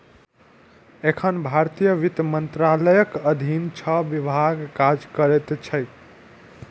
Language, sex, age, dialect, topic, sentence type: Maithili, male, 18-24, Eastern / Thethi, banking, statement